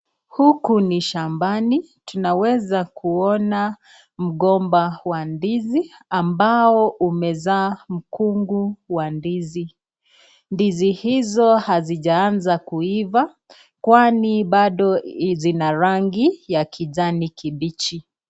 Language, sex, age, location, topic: Swahili, female, 25-35, Nakuru, agriculture